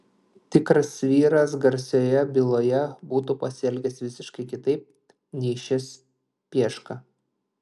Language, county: Lithuanian, Klaipėda